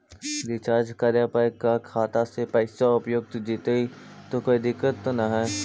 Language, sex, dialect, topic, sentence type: Magahi, male, Central/Standard, banking, question